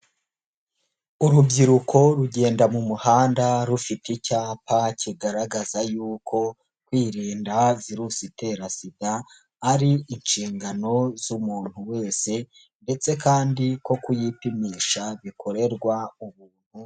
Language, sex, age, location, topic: Kinyarwanda, male, 18-24, Huye, health